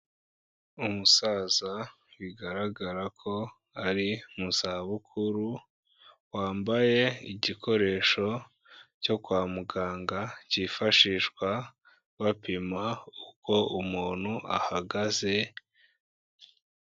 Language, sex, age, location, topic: Kinyarwanda, female, 25-35, Kigali, health